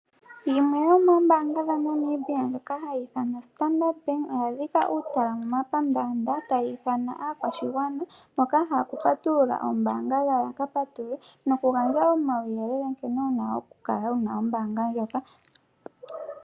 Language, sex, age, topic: Oshiwambo, female, 18-24, finance